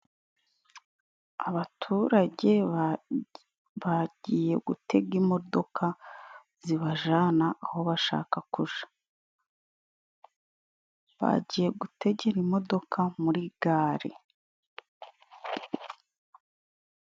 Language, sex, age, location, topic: Kinyarwanda, female, 25-35, Musanze, government